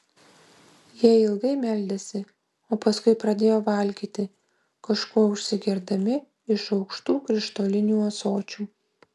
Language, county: Lithuanian, Vilnius